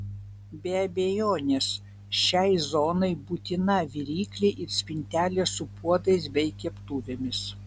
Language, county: Lithuanian, Vilnius